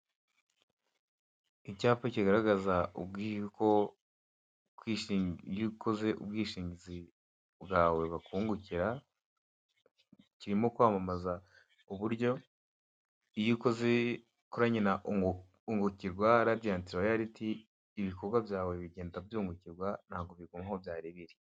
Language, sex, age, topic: Kinyarwanda, male, 18-24, finance